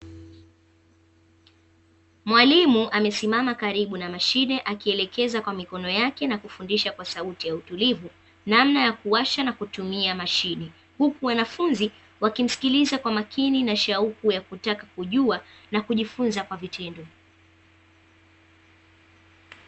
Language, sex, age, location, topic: Swahili, female, 18-24, Dar es Salaam, education